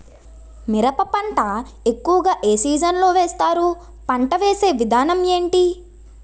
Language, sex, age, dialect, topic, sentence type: Telugu, female, 18-24, Utterandhra, agriculture, question